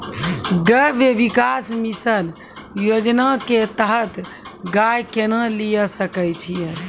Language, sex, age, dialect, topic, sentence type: Maithili, female, 18-24, Angika, banking, question